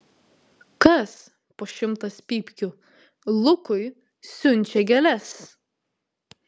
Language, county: Lithuanian, Vilnius